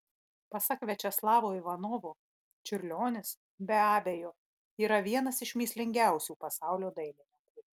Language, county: Lithuanian, Marijampolė